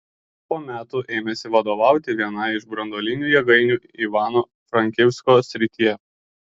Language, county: Lithuanian, Kaunas